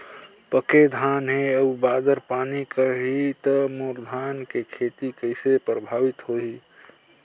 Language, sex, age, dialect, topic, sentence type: Chhattisgarhi, male, 31-35, Northern/Bhandar, agriculture, question